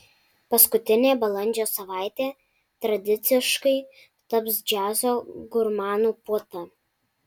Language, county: Lithuanian, Alytus